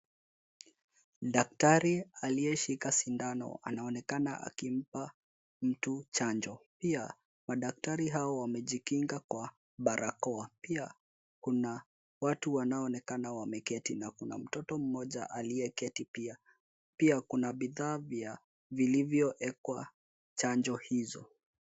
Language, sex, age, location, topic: Swahili, male, 18-24, Nairobi, health